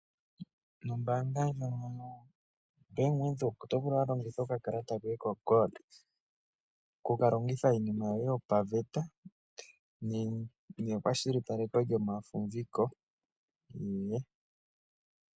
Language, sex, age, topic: Oshiwambo, male, 18-24, finance